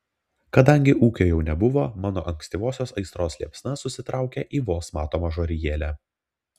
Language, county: Lithuanian, Vilnius